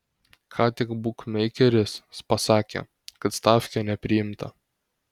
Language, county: Lithuanian, Kaunas